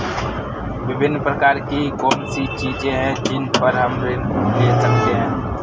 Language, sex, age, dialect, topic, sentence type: Hindi, female, 18-24, Awadhi Bundeli, banking, question